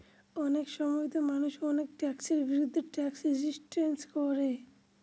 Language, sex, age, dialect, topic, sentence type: Bengali, male, 46-50, Northern/Varendri, banking, statement